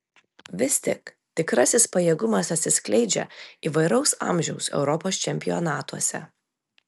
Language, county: Lithuanian, Telšiai